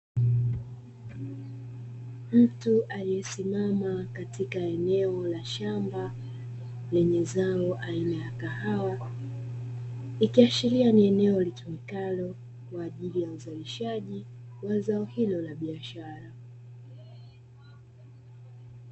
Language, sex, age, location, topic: Swahili, female, 25-35, Dar es Salaam, agriculture